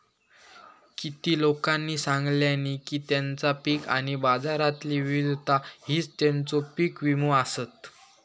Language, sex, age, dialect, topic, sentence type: Marathi, male, 18-24, Southern Konkan, banking, statement